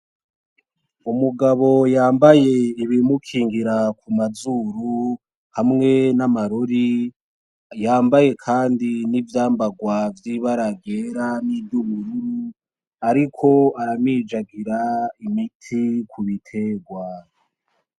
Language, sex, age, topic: Rundi, male, 18-24, agriculture